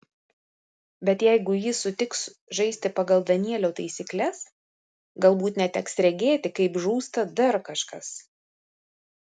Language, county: Lithuanian, Vilnius